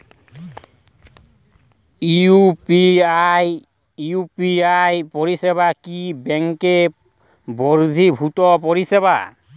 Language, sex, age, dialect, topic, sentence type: Bengali, male, 25-30, Western, banking, question